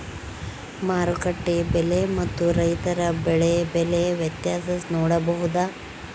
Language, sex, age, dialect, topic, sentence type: Kannada, female, 25-30, Central, agriculture, question